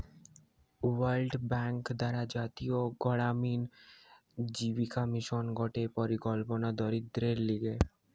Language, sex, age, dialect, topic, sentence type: Bengali, male, 18-24, Western, banking, statement